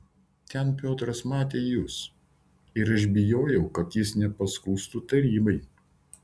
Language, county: Lithuanian, Vilnius